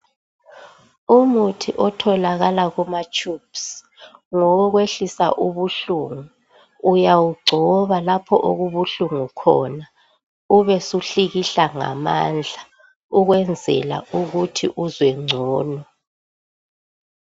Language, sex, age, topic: North Ndebele, female, 36-49, health